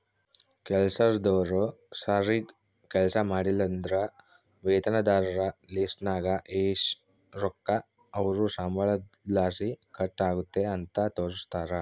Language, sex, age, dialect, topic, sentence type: Kannada, male, 18-24, Central, banking, statement